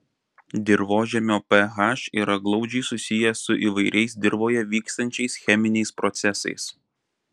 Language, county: Lithuanian, Panevėžys